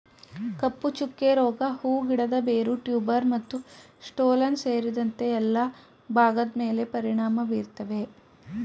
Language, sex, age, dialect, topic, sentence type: Kannada, male, 36-40, Mysore Kannada, agriculture, statement